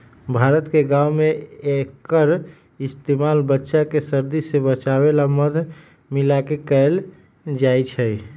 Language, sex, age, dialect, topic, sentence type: Magahi, male, 18-24, Western, agriculture, statement